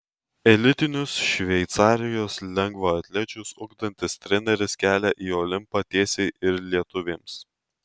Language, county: Lithuanian, Tauragė